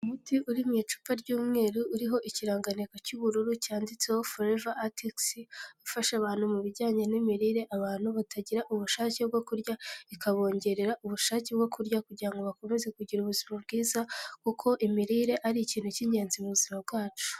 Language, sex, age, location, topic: Kinyarwanda, female, 18-24, Kigali, health